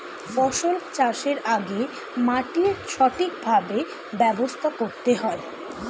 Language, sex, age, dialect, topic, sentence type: Bengali, female, 18-24, Standard Colloquial, agriculture, statement